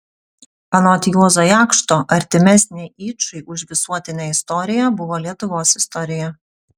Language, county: Lithuanian, Utena